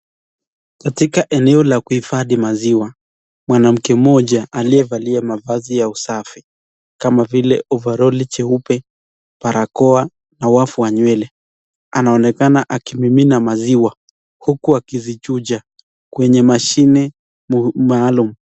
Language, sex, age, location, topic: Swahili, male, 25-35, Nakuru, agriculture